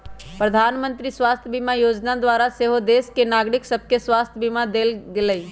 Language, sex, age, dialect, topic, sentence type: Magahi, female, 25-30, Western, banking, statement